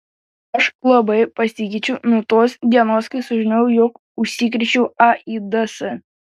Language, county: Lithuanian, Panevėžys